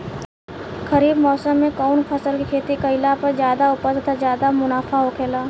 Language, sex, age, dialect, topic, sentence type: Bhojpuri, female, 18-24, Southern / Standard, agriculture, question